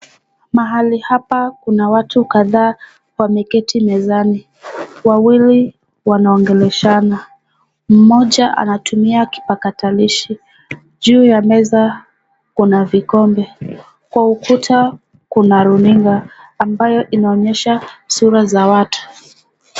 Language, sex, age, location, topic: Swahili, female, 18-24, Nairobi, education